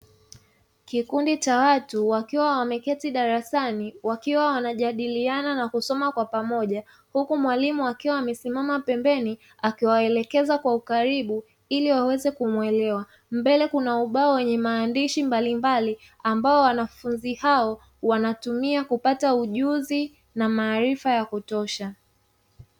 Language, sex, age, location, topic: Swahili, female, 25-35, Dar es Salaam, education